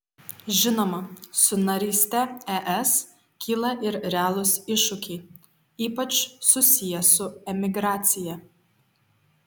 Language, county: Lithuanian, Šiauliai